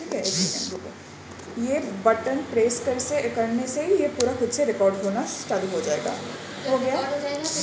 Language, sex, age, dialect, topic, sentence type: Bhojpuri, female, 25-30, Northern, agriculture, statement